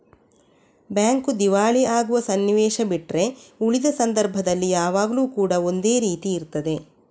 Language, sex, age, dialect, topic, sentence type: Kannada, female, 25-30, Coastal/Dakshin, banking, statement